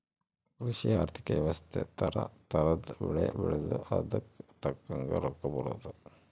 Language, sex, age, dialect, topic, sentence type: Kannada, male, 46-50, Central, banking, statement